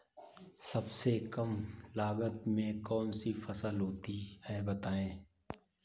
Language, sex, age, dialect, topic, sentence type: Hindi, male, 18-24, Kanauji Braj Bhasha, agriculture, question